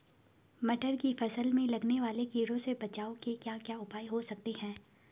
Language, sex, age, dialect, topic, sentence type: Hindi, female, 18-24, Garhwali, agriculture, question